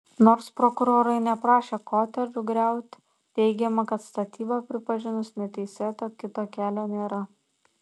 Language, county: Lithuanian, Šiauliai